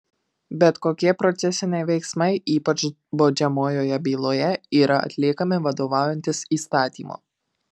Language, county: Lithuanian, Marijampolė